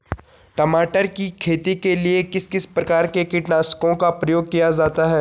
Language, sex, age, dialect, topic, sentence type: Hindi, male, 18-24, Garhwali, agriculture, question